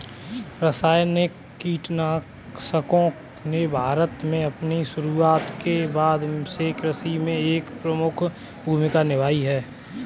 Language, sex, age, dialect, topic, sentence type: Hindi, male, 25-30, Kanauji Braj Bhasha, agriculture, statement